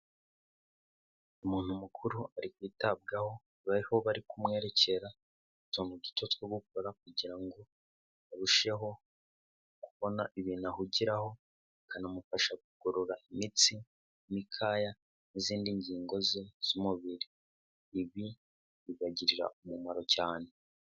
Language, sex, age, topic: Kinyarwanda, male, 18-24, health